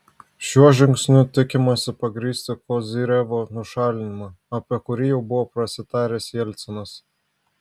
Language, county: Lithuanian, Vilnius